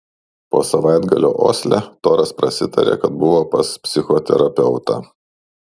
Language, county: Lithuanian, Šiauliai